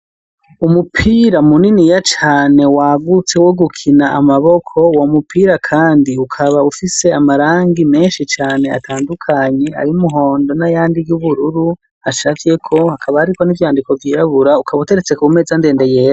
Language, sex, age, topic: Rundi, male, 18-24, education